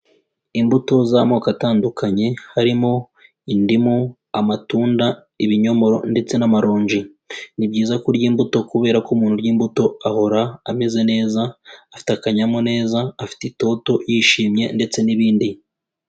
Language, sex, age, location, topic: Kinyarwanda, female, 25-35, Kigali, agriculture